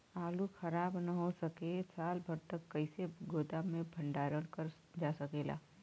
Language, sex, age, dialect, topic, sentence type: Bhojpuri, female, 36-40, Western, agriculture, question